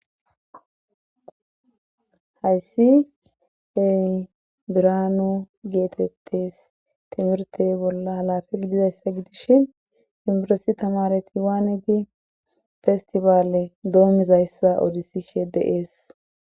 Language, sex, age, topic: Gamo, female, 18-24, government